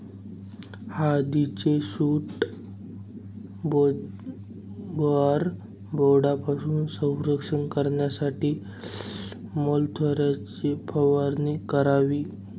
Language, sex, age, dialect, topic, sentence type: Marathi, male, 18-24, Northern Konkan, agriculture, statement